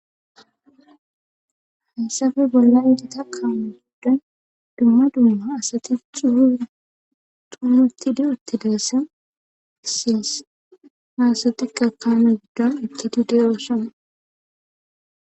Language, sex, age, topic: Gamo, female, 25-35, government